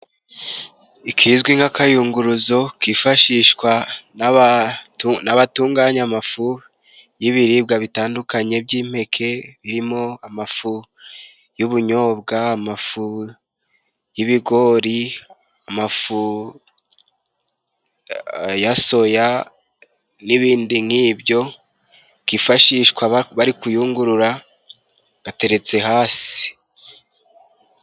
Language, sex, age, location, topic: Kinyarwanda, male, 18-24, Musanze, government